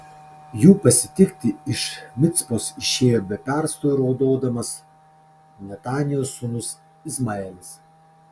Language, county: Lithuanian, Kaunas